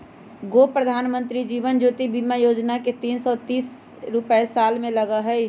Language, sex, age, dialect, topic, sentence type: Magahi, male, 25-30, Western, banking, question